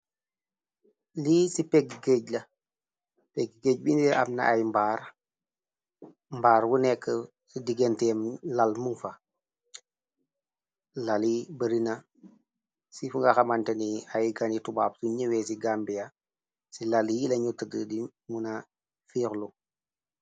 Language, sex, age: Wolof, male, 25-35